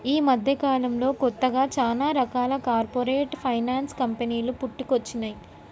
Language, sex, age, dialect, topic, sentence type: Telugu, male, 18-24, Telangana, banking, statement